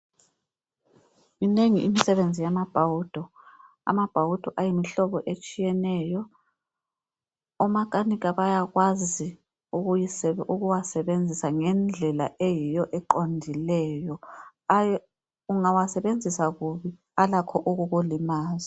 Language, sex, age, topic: North Ndebele, female, 50+, health